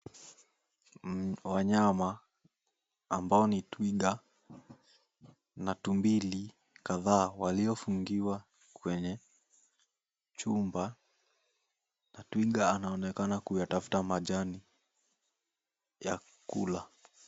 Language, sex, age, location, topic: Swahili, male, 18-24, Mombasa, agriculture